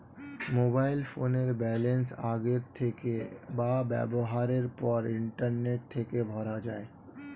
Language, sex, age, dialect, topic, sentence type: Bengali, male, 25-30, Standard Colloquial, banking, statement